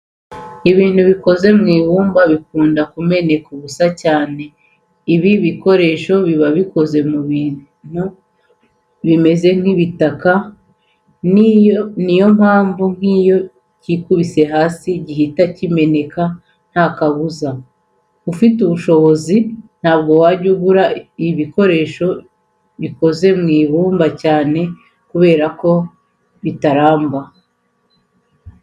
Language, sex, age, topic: Kinyarwanda, female, 36-49, education